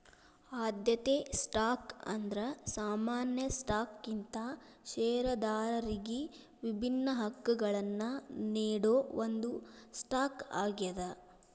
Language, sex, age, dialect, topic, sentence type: Kannada, female, 18-24, Dharwad Kannada, banking, statement